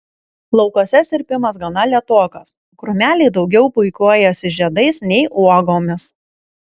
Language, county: Lithuanian, Kaunas